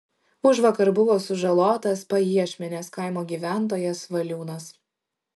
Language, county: Lithuanian, Šiauliai